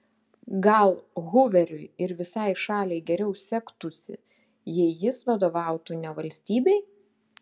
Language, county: Lithuanian, Klaipėda